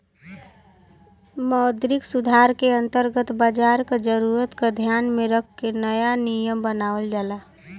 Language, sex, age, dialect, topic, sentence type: Bhojpuri, female, 18-24, Western, banking, statement